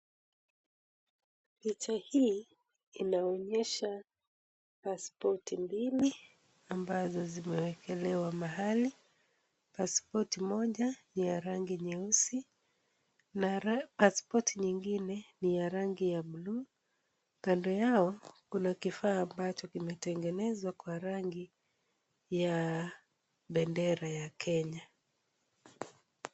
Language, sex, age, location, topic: Swahili, female, 36-49, Kisii, government